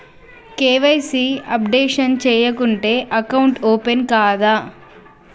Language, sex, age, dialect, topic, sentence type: Telugu, female, 25-30, Telangana, banking, question